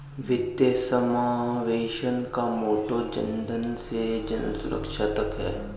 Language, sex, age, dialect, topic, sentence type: Hindi, male, 25-30, Kanauji Braj Bhasha, banking, statement